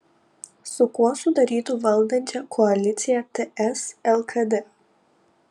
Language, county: Lithuanian, Panevėžys